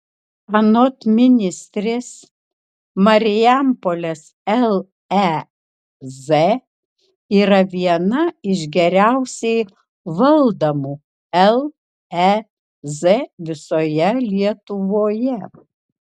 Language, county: Lithuanian, Kaunas